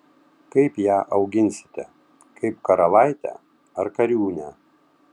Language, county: Lithuanian, Tauragė